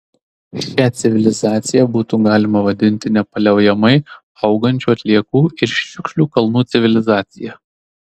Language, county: Lithuanian, Tauragė